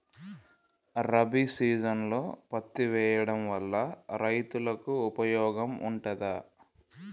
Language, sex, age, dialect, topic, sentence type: Telugu, male, 25-30, Telangana, agriculture, question